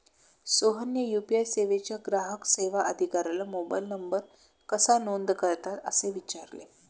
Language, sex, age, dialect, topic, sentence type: Marathi, female, 56-60, Standard Marathi, banking, statement